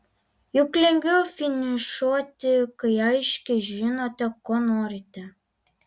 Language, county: Lithuanian, Alytus